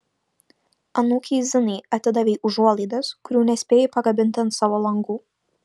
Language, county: Lithuanian, Šiauliai